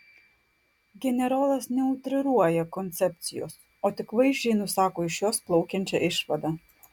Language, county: Lithuanian, Klaipėda